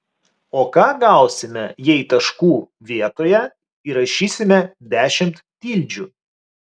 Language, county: Lithuanian, Vilnius